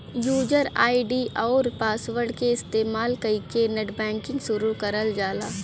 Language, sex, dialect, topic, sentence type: Bhojpuri, female, Western, banking, statement